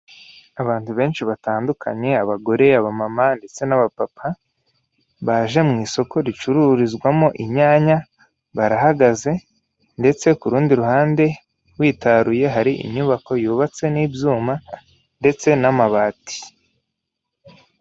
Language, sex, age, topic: Kinyarwanda, male, 18-24, finance